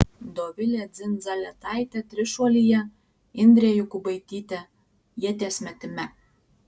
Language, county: Lithuanian, Alytus